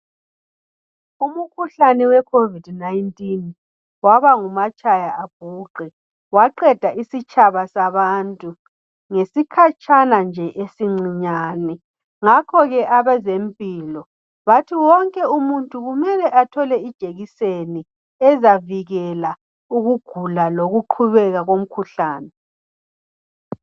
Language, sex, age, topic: North Ndebele, male, 18-24, health